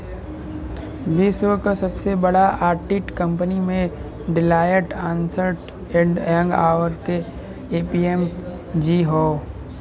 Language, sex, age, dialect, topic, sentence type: Bhojpuri, male, 18-24, Western, banking, statement